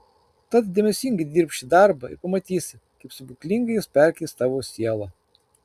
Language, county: Lithuanian, Kaunas